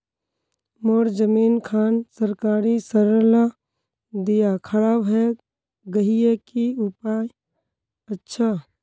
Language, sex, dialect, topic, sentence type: Magahi, female, Northeastern/Surjapuri, agriculture, question